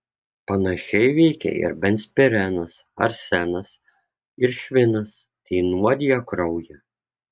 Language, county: Lithuanian, Kaunas